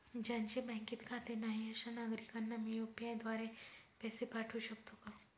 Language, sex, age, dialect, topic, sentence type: Marathi, female, 25-30, Northern Konkan, banking, question